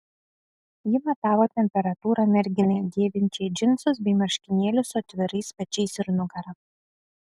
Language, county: Lithuanian, Kaunas